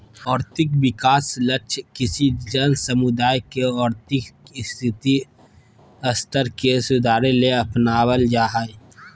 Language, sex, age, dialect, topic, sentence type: Magahi, male, 31-35, Southern, banking, statement